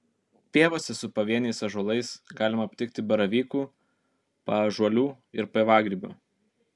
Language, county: Lithuanian, Kaunas